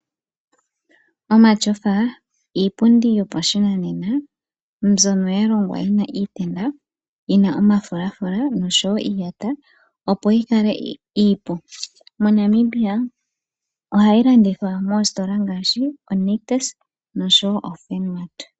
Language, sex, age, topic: Oshiwambo, female, 18-24, finance